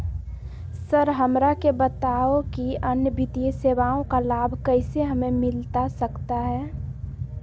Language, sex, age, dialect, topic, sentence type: Magahi, female, 18-24, Southern, banking, question